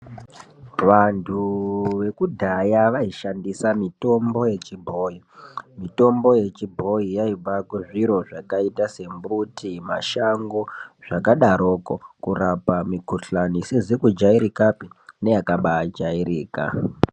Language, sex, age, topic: Ndau, male, 18-24, health